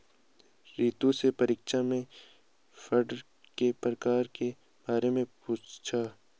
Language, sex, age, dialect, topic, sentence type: Hindi, male, 18-24, Garhwali, banking, statement